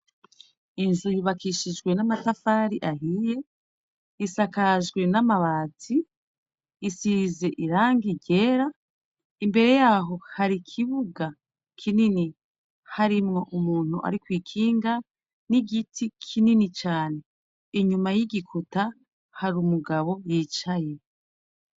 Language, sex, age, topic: Rundi, female, 36-49, education